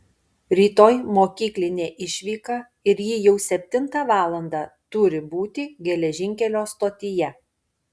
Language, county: Lithuanian, Panevėžys